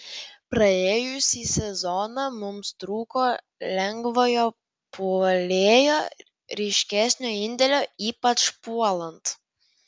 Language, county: Lithuanian, Vilnius